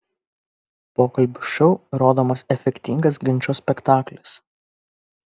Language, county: Lithuanian, Kaunas